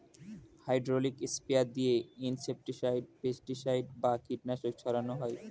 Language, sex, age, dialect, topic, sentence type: Bengali, male, 18-24, Standard Colloquial, agriculture, statement